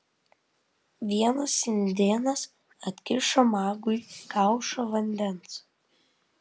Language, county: Lithuanian, Vilnius